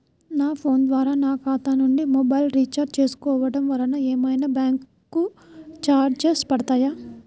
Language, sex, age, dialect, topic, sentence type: Telugu, male, 60-100, Central/Coastal, banking, question